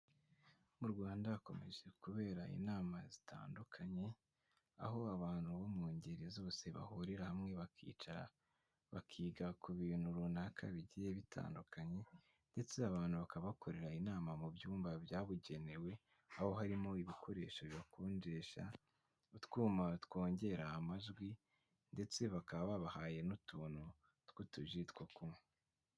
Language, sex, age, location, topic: Kinyarwanda, male, 18-24, Kigali, government